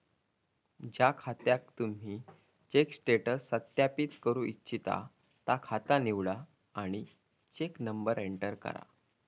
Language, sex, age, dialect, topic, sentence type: Marathi, female, 41-45, Southern Konkan, banking, statement